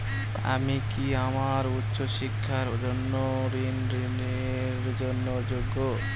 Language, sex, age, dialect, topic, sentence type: Bengali, male, 25-30, Northern/Varendri, banking, statement